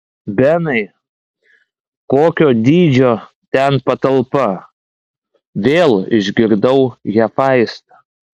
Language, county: Lithuanian, Klaipėda